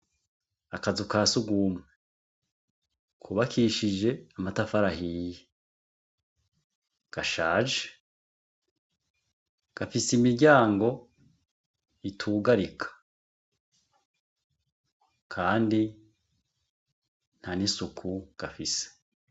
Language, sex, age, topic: Rundi, male, 36-49, education